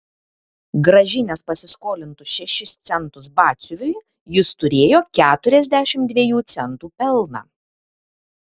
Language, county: Lithuanian, Kaunas